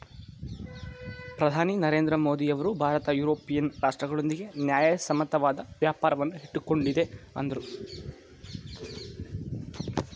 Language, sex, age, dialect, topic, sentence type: Kannada, male, 18-24, Mysore Kannada, banking, statement